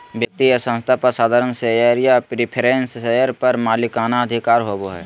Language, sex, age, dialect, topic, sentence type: Magahi, male, 18-24, Southern, banking, statement